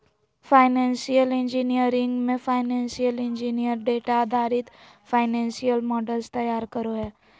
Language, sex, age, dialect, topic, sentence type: Magahi, female, 18-24, Southern, banking, statement